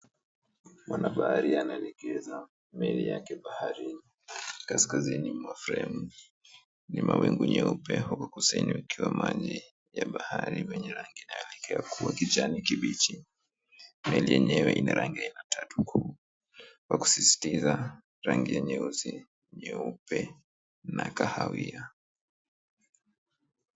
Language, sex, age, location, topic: Swahili, male, 25-35, Mombasa, government